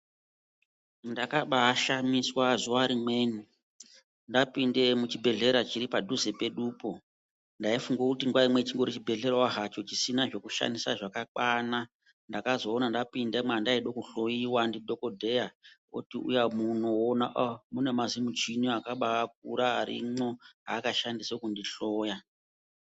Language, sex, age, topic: Ndau, female, 36-49, health